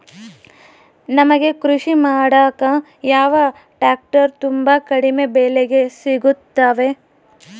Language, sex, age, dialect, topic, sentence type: Kannada, female, 18-24, Central, agriculture, question